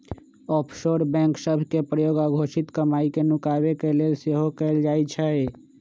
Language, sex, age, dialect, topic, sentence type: Magahi, male, 25-30, Western, banking, statement